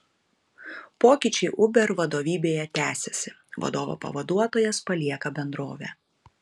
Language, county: Lithuanian, Kaunas